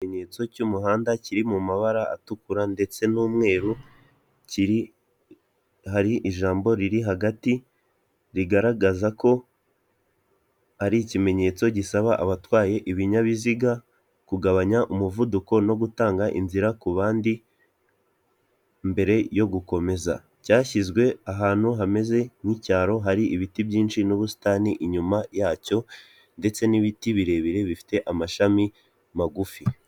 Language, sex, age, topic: Kinyarwanda, male, 18-24, government